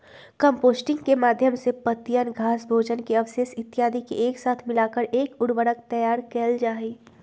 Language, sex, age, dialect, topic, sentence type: Magahi, female, 25-30, Western, agriculture, statement